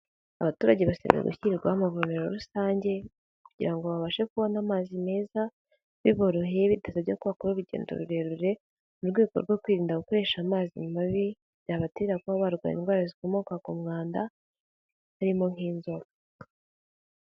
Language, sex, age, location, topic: Kinyarwanda, female, 18-24, Kigali, health